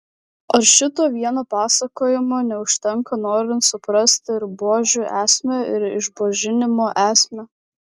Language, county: Lithuanian, Vilnius